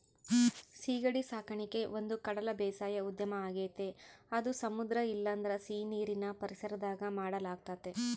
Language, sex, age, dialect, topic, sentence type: Kannada, female, 31-35, Central, agriculture, statement